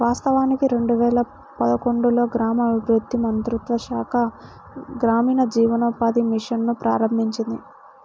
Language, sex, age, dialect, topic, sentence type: Telugu, female, 18-24, Central/Coastal, banking, statement